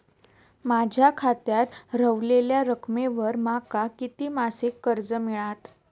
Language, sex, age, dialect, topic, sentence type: Marathi, female, 18-24, Southern Konkan, banking, question